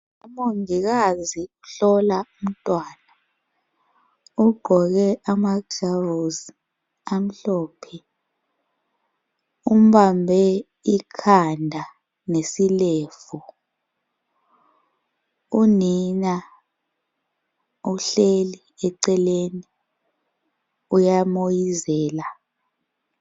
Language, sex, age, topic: North Ndebele, female, 25-35, health